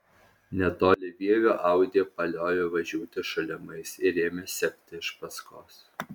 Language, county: Lithuanian, Alytus